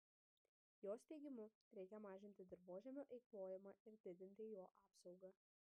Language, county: Lithuanian, Panevėžys